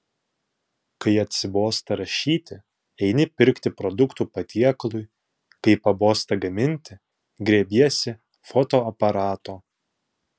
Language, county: Lithuanian, Panevėžys